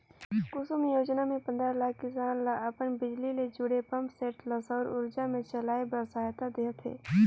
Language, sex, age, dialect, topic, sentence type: Chhattisgarhi, female, 25-30, Northern/Bhandar, agriculture, statement